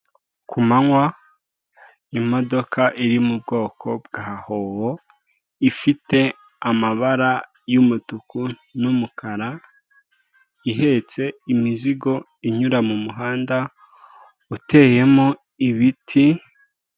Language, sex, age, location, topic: Kinyarwanda, male, 18-24, Kigali, government